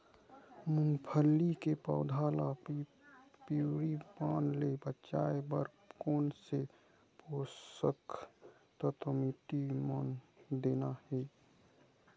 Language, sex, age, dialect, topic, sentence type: Chhattisgarhi, male, 51-55, Eastern, agriculture, question